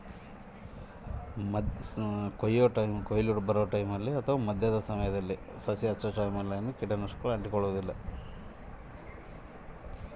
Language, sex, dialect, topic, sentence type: Kannada, male, Central, banking, question